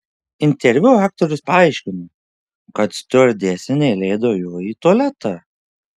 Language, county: Lithuanian, Šiauliai